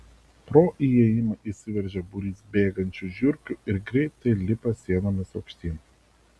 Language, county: Lithuanian, Vilnius